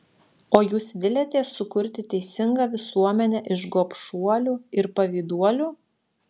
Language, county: Lithuanian, Šiauliai